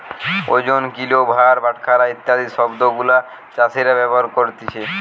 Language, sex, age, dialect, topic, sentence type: Bengali, male, 18-24, Western, agriculture, statement